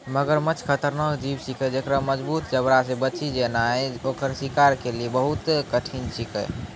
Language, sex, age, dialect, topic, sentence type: Maithili, male, 18-24, Angika, agriculture, statement